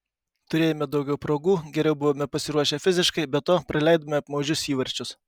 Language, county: Lithuanian, Kaunas